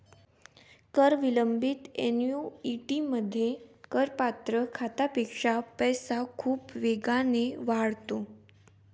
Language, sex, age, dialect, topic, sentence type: Marathi, female, 18-24, Varhadi, banking, statement